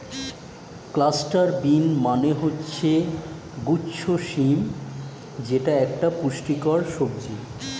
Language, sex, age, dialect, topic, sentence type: Bengali, male, 51-55, Standard Colloquial, agriculture, statement